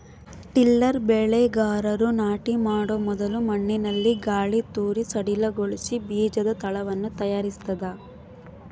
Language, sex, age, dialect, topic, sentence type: Kannada, female, 18-24, Central, agriculture, statement